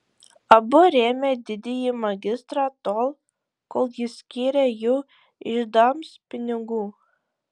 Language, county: Lithuanian, Šiauliai